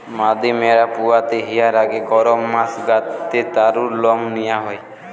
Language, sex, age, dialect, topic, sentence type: Bengali, male, 18-24, Western, agriculture, statement